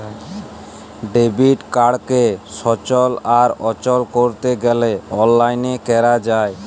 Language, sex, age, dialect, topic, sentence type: Bengali, male, 18-24, Jharkhandi, banking, statement